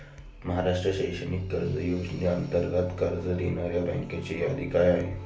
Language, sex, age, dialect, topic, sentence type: Marathi, male, 25-30, Standard Marathi, banking, question